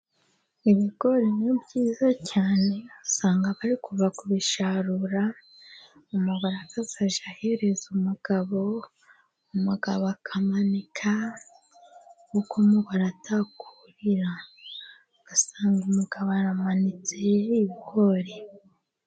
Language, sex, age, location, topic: Kinyarwanda, female, 25-35, Musanze, agriculture